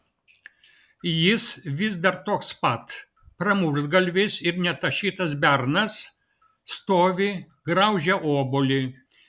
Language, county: Lithuanian, Vilnius